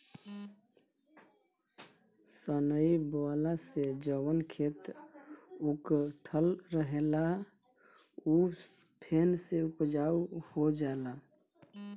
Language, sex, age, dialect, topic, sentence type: Bhojpuri, male, 25-30, Northern, agriculture, statement